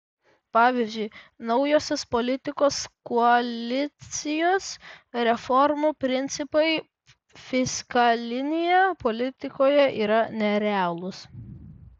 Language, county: Lithuanian, Vilnius